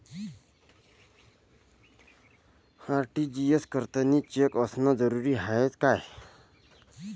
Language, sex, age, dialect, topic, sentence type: Marathi, male, 31-35, Varhadi, banking, question